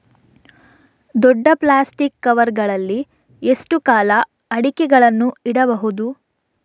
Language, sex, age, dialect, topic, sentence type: Kannada, female, 56-60, Coastal/Dakshin, agriculture, question